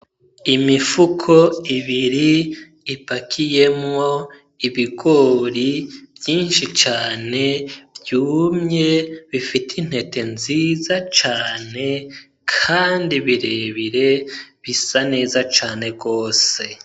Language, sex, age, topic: Rundi, male, 25-35, agriculture